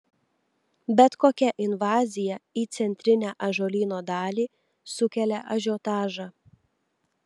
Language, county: Lithuanian, Telšiai